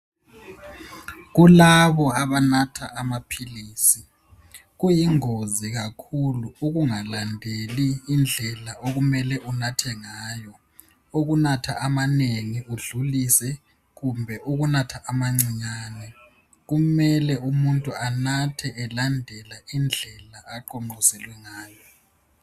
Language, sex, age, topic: North Ndebele, male, 25-35, health